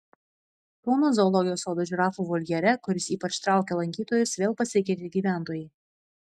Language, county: Lithuanian, Vilnius